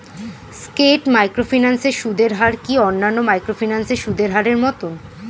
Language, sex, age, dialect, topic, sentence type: Bengali, female, 18-24, Standard Colloquial, banking, question